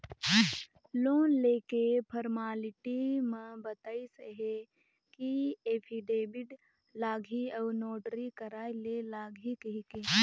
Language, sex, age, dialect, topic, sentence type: Chhattisgarhi, female, 51-55, Northern/Bhandar, banking, statement